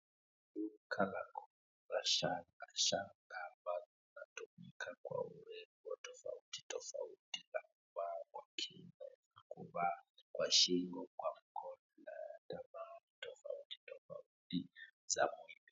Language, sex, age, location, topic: Swahili, male, 25-35, Wajir, finance